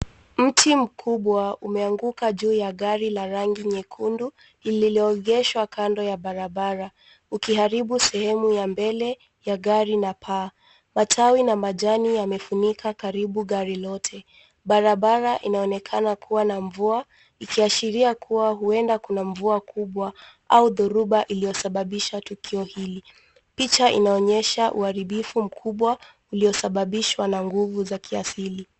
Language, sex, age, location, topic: Swahili, female, 18-24, Nairobi, health